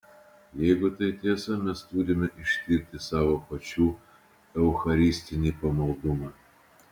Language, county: Lithuanian, Utena